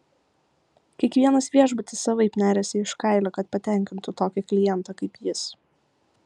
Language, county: Lithuanian, Vilnius